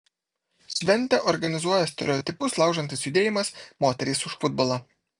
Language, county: Lithuanian, Vilnius